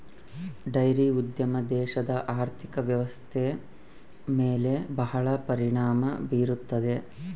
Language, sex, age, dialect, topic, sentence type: Kannada, male, 25-30, Central, agriculture, statement